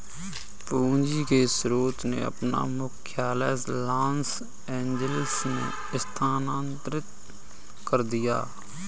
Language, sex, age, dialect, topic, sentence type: Hindi, male, 25-30, Kanauji Braj Bhasha, banking, statement